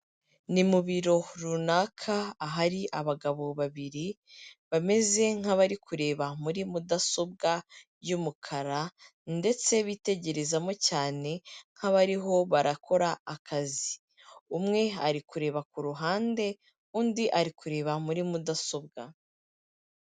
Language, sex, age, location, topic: Kinyarwanda, female, 25-35, Kigali, government